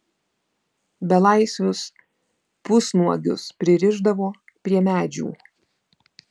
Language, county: Lithuanian, Vilnius